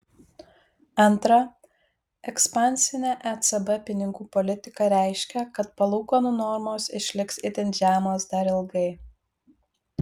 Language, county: Lithuanian, Vilnius